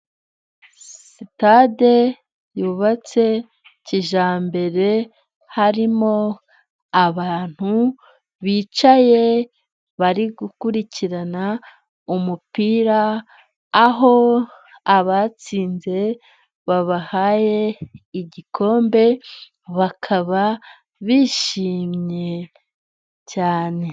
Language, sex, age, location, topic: Kinyarwanda, female, 25-35, Musanze, government